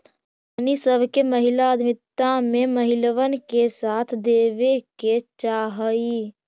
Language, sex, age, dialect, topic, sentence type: Magahi, female, 60-100, Central/Standard, banking, statement